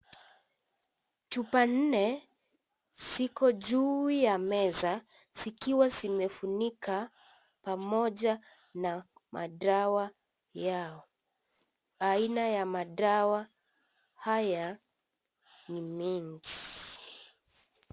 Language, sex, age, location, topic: Swahili, female, 18-24, Kisii, health